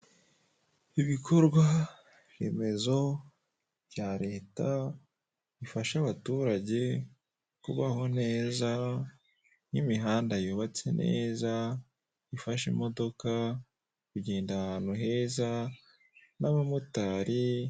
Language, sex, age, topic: Kinyarwanda, male, 18-24, government